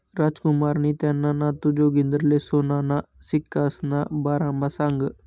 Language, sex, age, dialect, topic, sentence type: Marathi, male, 18-24, Northern Konkan, banking, statement